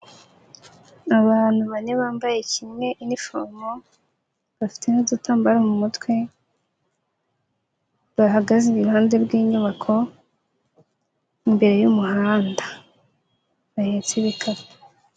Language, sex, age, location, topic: Kinyarwanda, female, 18-24, Huye, education